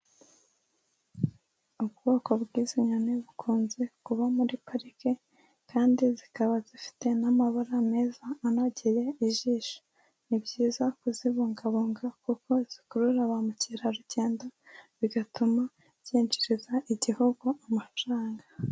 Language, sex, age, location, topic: Kinyarwanda, female, 18-24, Kigali, agriculture